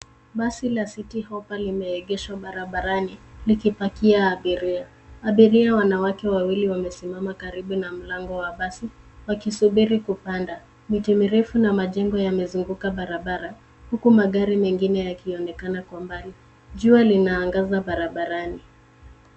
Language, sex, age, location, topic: Swahili, female, 25-35, Nairobi, government